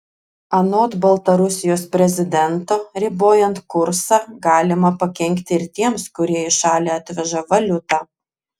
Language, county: Lithuanian, Klaipėda